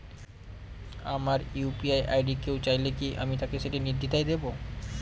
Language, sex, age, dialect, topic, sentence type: Bengali, male, 18-24, Northern/Varendri, banking, question